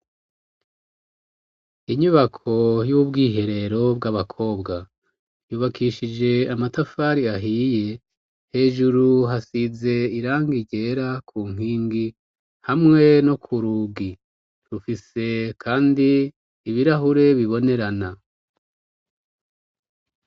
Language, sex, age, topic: Rundi, female, 36-49, education